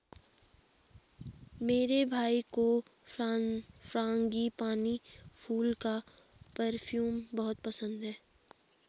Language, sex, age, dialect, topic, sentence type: Hindi, female, 18-24, Garhwali, agriculture, statement